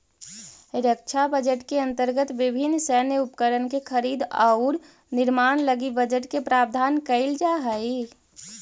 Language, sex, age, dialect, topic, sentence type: Magahi, female, 18-24, Central/Standard, banking, statement